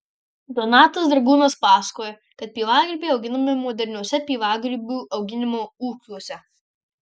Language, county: Lithuanian, Marijampolė